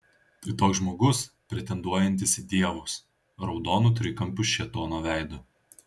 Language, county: Lithuanian, Kaunas